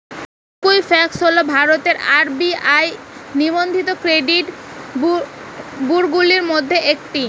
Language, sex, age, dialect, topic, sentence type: Bengali, female, 18-24, Rajbangshi, banking, question